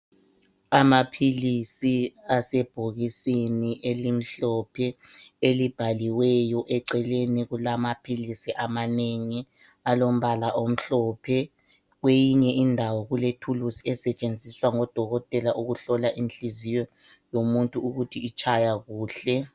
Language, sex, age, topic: North Ndebele, male, 25-35, health